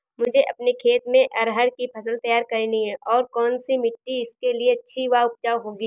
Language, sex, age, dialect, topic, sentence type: Hindi, female, 18-24, Awadhi Bundeli, agriculture, question